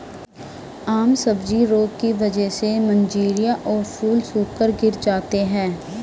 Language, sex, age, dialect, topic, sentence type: Hindi, female, 25-30, Hindustani Malvi Khadi Boli, agriculture, statement